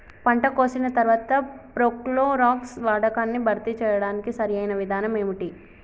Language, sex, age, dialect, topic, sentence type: Telugu, male, 36-40, Telangana, agriculture, question